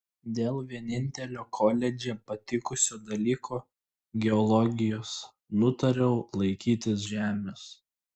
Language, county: Lithuanian, Klaipėda